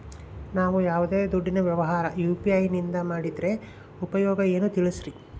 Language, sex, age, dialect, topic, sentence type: Kannada, male, 25-30, Central, banking, question